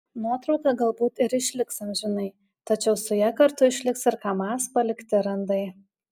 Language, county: Lithuanian, Alytus